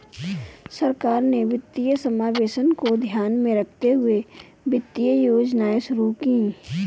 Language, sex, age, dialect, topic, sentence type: Hindi, female, 18-24, Marwari Dhudhari, banking, statement